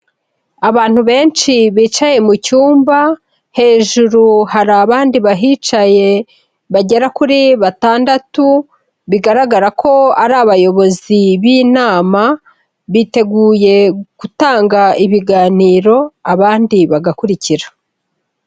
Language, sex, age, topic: Kinyarwanda, female, 36-49, health